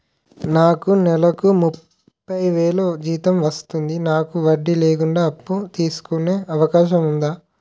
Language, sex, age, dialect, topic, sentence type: Telugu, male, 18-24, Utterandhra, banking, question